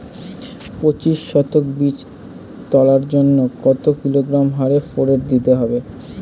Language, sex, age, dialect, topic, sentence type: Bengali, male, 18-24, Standard Colloquial, agriculture, question